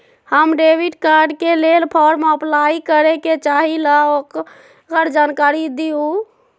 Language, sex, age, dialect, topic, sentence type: Magahi, female, 18-24, Western, banking, question